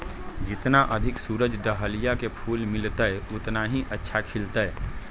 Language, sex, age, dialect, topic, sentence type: Magahi, male, 31-35, Western, agriculture, statement